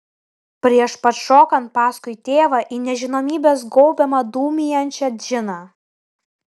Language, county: Lithuanian, Telšiai